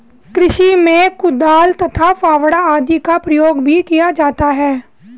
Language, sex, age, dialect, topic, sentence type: Hindi, female, 31-35, Hindustani Malvi Khadi Boli, agriculture, statement